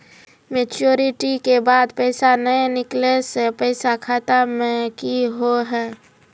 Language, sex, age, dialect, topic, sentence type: Maithili, female, 25-30, Angika, banking, question